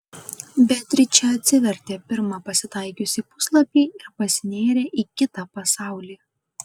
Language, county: Lithuanian, Kaunas